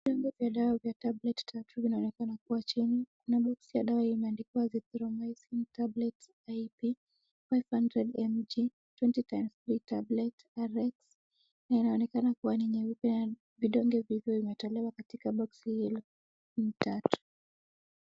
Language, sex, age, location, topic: Swahili, female, 18-24, Wajir, health